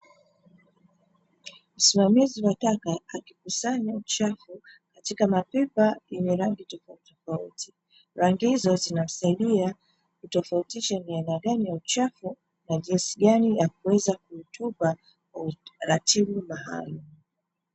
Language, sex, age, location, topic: Swahili, female, 36-49, Dar es Salaam, government